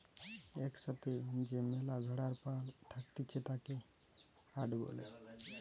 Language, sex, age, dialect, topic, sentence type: Bengali, male, 18-24, Western, agriculture, statement